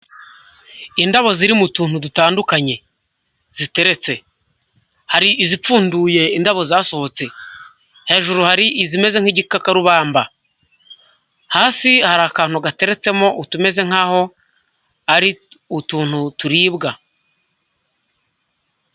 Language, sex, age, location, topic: Kinyarwanda, male, 25-35, Huye, health